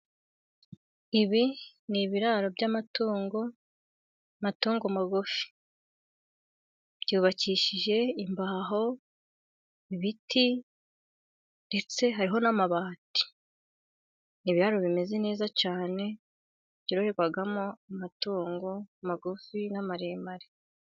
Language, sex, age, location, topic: Kinyarwanda, female, 18-24, Gakenke, agriculture